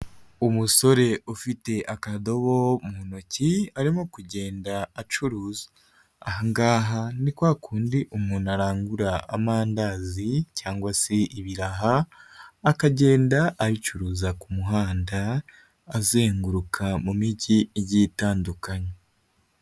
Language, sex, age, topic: Kinyarwanda, male, 25-35, government